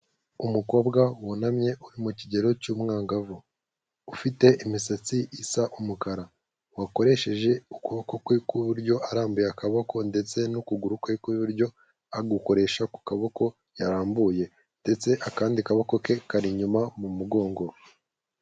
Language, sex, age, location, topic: Kinyarwanda, male, 18-24, Kigali, health